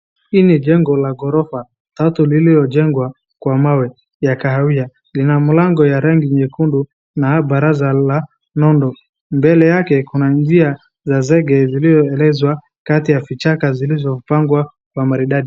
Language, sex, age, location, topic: Swahili, male, 25-35, Wajir, education